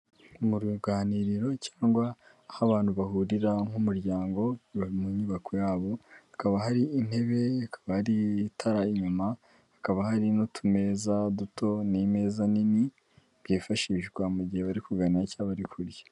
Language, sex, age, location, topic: Kinyarwanda, female, 18-24, Kigali, finance